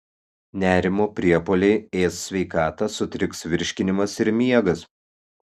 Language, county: Lithuanian, Kaunas